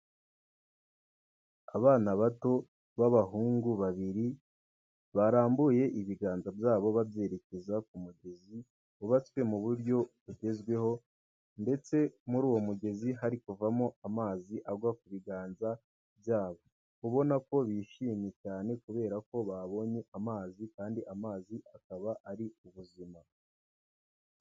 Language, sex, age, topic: Kinyarwanda, male, 18-24, health